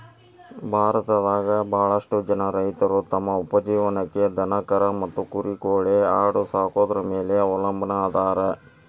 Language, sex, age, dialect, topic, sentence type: Kannada, male, 60-100, Dharwad Kannada, agriculture, statement